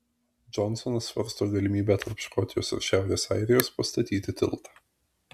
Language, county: Lithuanian, Vilnius